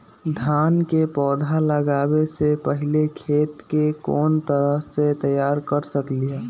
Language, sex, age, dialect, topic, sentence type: Magahi, male, 18-24, Western, agriculture, question